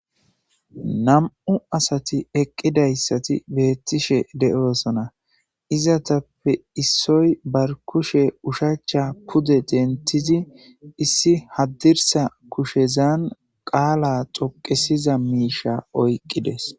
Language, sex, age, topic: Gamo, male, 25-35, government